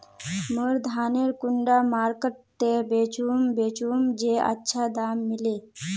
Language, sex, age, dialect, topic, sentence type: Magahi, female, 18-24, Northeastern/Surjapuri, agriculture, question